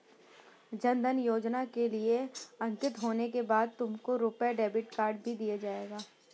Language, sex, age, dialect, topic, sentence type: Hindi, female, 18-24, Awadhi Bundeli, banking, statement